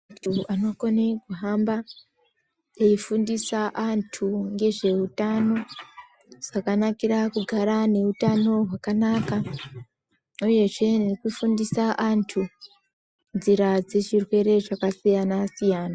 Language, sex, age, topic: Ndau, female, 25-35, health